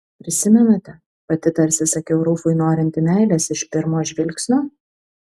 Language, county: Lithuanian, Vilnius